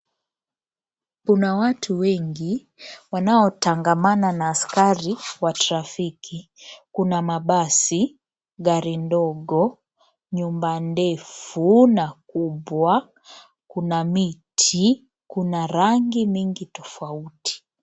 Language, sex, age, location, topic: Swahili, male, 50+, Nairobi, government